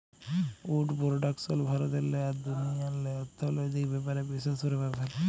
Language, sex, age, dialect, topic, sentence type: Bengali, female, 41-45, Jharkhandi, agriculture, statement